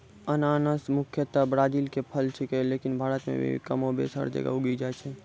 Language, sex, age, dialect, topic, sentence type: Maithili, male, 18-24, Angika, agriculture, statement